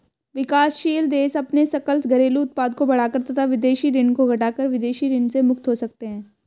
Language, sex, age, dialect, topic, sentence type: Hindi, female, 25-30, Hindustani Malvi Khadi Boli, banking, statement